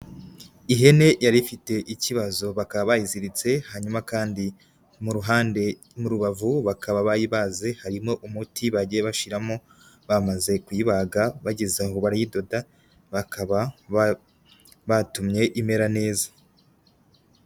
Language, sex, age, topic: Kinyarwanda, female, 18-24, agriculture